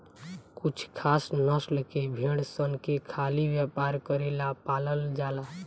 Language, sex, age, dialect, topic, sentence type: Bhojpuri, female, 18-24, Southern / Standard, agriculture, statement